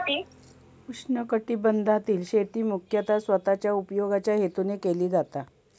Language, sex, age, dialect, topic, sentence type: Marathi, female, 25-30, Southern Konkan, agriculture, statement